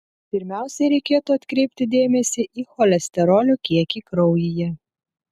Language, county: Lithuanian, Telšiai